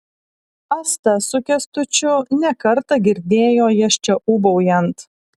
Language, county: Lithuanian, Alytus